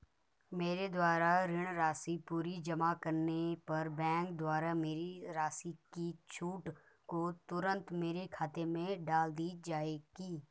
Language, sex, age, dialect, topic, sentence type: Hindi, male, 18-24, Garhwali, banking, question